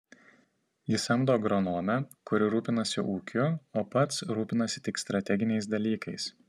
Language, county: Lithuanian, Tauragė